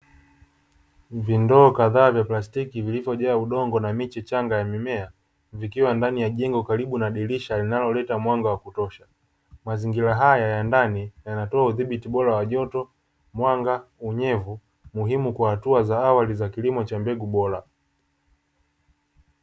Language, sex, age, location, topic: Swahili, male, 18-24, Dar es Salaam, agriculture